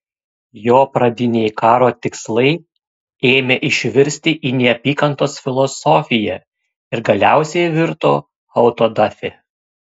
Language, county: Lithuanian, Kaunas